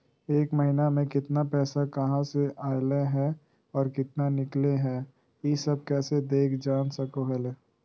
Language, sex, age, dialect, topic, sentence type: Magahi, male, 18-24, Southern, banking, question